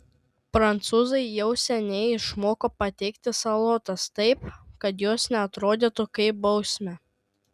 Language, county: Lithuanian, Šiauliai